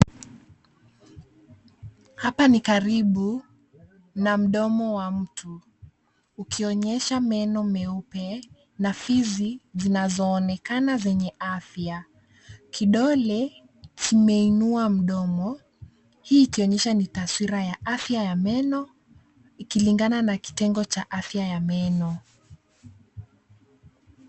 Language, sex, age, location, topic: Swahili, female, 25-35, Nairobi, health